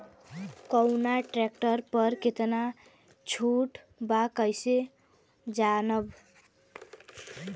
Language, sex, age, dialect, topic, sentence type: Bhojpuri, female, 31-35, Western, agriculture, question